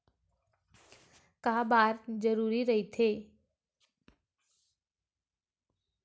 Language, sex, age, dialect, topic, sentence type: Chhattisgarhi, female, 18-24, Western/Budati/Khatahi, banking, question